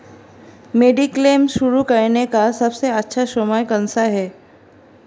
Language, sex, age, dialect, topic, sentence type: Hindi, female, 36-40, Marwari Dhudhari, banking, question